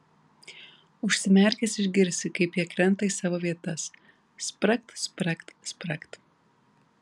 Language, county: Lithuanian, Vilnius